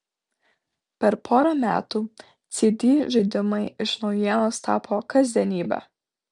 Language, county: Lithuanian, Vilnius